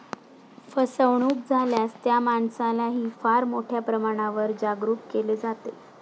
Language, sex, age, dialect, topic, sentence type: Marathi, female, 31-35, Standard Marathi, banking, statement